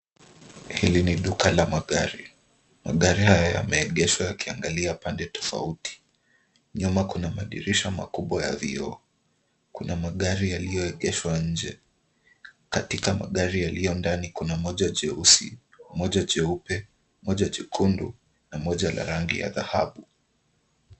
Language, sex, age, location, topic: Swahili, male, 25-35, Nairobi, finance